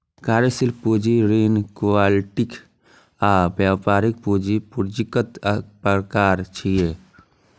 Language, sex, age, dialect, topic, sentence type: Maithili, male, 25-30, Eastern / Thethi, banking, statement